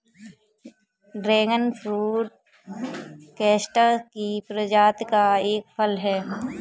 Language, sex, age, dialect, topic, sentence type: Hindi, female, 18-24, Kanauji Braj Bhasha, agriculture, statement